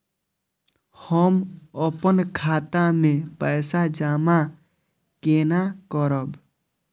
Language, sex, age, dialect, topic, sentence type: Maithili, male, 25-30, Eastern / Thethi, banking, question